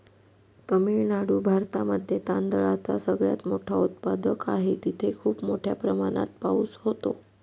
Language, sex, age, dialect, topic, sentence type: Marathi, female, 31-35, Northern Konkan, agriculture, statement